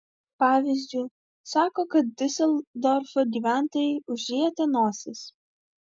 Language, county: Lithuanian, Vilnius